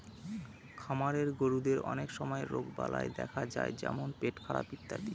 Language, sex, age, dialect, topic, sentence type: Bengali, male, 31-35, Northern/Varendri, agriculture, statement